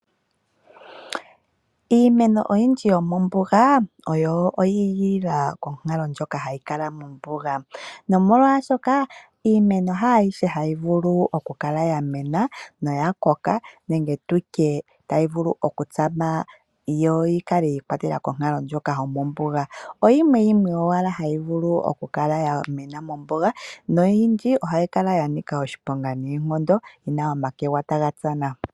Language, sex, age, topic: Oshiwambo, female, 25-35, agriculture